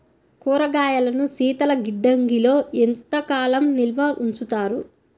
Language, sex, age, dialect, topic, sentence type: Telugu, female, 18-24, Central/Coastal, agriculture, question